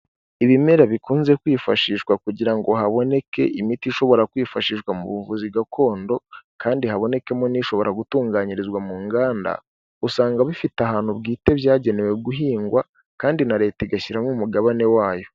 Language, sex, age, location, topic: Kinyarwanda, male, 18-24, Kigali, health